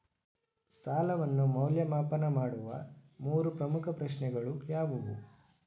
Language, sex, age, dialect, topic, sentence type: Kannada, male, 46-50, Mysore Kannada, banking, question